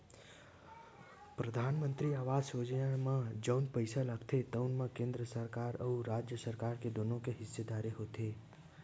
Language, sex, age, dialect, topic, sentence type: Chhattisgarhi, male, 18-24, Western/Budati/Khatahi, banking, statement